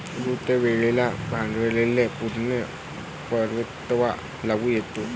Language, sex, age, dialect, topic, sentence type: Marathi, male, 18-24, Varhadi, banking, statement